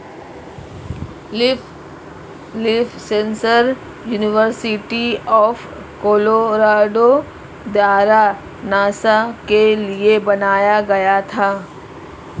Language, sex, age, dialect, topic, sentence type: Hindi, female, 36-40, Marwari Dhudhari, agriculture, statement